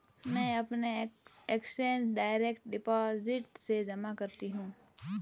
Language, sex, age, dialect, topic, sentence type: Hindi, female, 18-24, Marwari Dhudhari, banking, statement